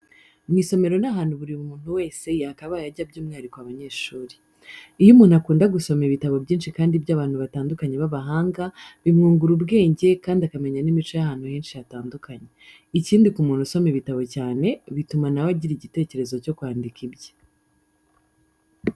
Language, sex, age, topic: Kinyarwanda, female, 25-35, education